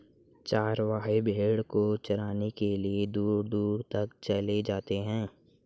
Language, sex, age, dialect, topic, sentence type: Hindi, male, 18-24, Marwari Dhudhari, agriculture, statement